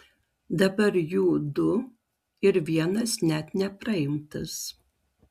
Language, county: Lithuanian, Klaipėda